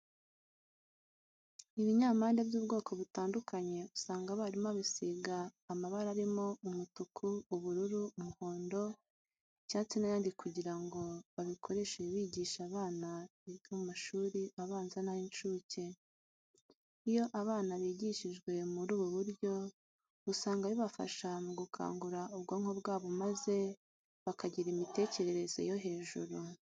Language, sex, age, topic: Kinyarwanda, female, 36-49, education